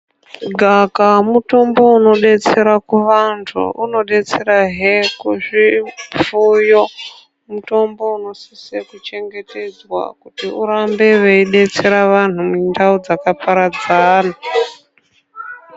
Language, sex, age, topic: Ndau, female, 25-35, health